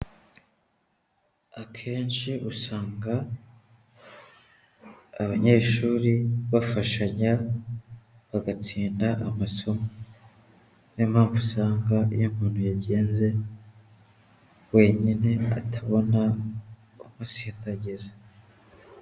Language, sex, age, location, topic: Kinyarwanda, male, 25-35, Huye, education